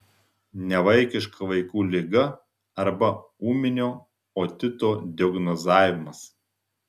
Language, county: Lithuanian, Telšiai